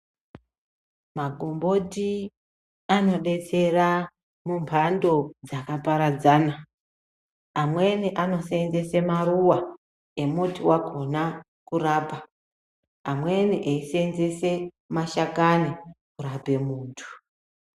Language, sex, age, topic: Ndau, male, 25-35, health